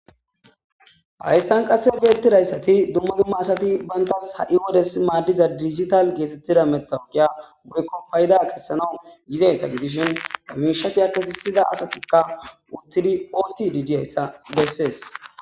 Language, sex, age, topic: Gamo, male, 18-24, government